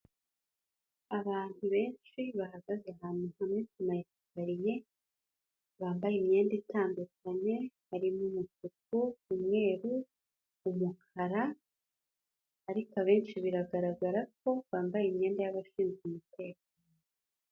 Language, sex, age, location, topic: Kinyarwanda, female, 25-35, Kigali, health